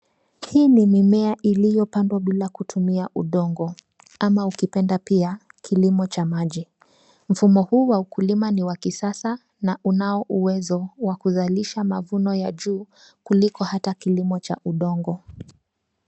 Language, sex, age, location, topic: Swahili, female, 25-35, Nairobi, agriculture